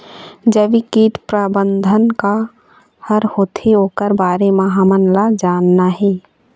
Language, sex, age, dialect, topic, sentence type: Chhattisgarhi, female, 51-55, Eastern, agriculture, question